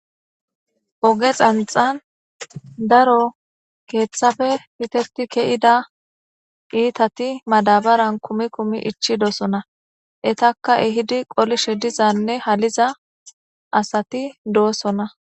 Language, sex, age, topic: Gamo, female, 18-24, government